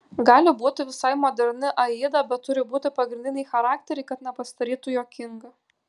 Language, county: Lithuanian, Kaunas